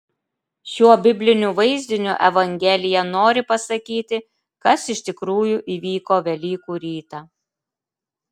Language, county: Lithuanian, Klaipėda